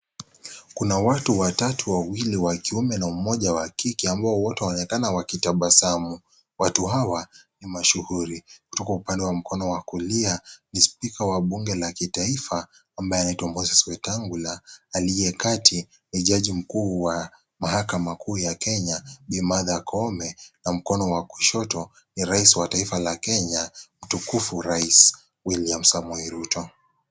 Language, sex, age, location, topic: Swahili, male, 18-24, Kisii, government